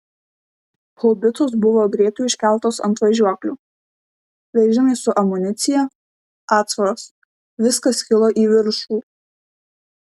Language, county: Lithuanian, Klaipėda